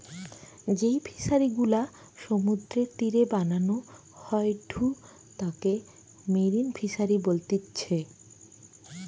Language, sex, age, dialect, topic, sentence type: Bengali, female, 25-30, Western, agriculture, statement